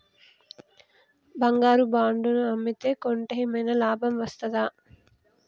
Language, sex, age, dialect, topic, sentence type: Telugu, female, 25-30, Telangana, banking, question